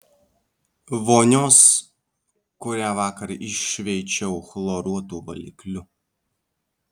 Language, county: Lithuanian, Vilnius